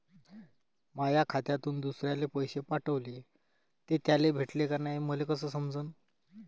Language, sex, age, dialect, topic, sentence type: Marathi, male, 25-30, Varhadi, banking, question